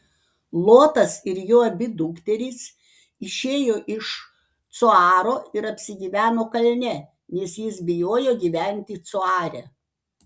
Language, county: Lithuanian, Panevėžys